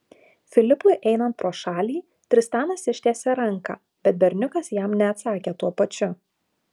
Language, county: Lithuanian, Klaipėda